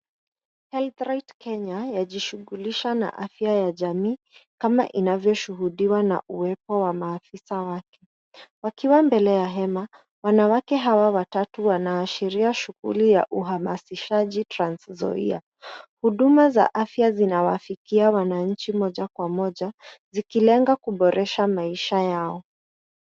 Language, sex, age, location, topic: Swahili, female, 25-35, Nairobi, health